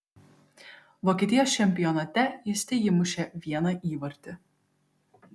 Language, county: Lithuanian, Kaunas